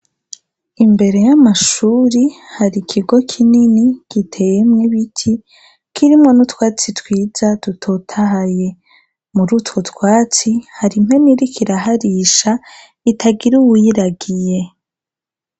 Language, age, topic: Rundi, 25-35, education